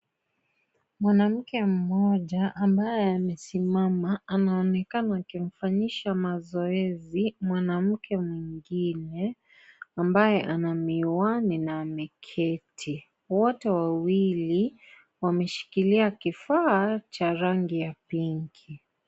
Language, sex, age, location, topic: Swahili, male, 25-35, Kisii, health